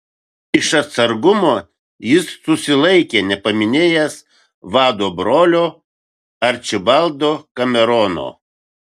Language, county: Lithuanian, Vilnius